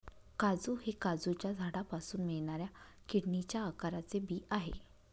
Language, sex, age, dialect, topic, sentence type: Marathi, female, 25-30, Northern Konkan, agriculture, statement